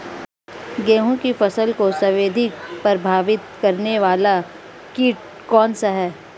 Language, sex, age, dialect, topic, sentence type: Hindi, female, 25-30, Marwari Dhudhari, agriculture, question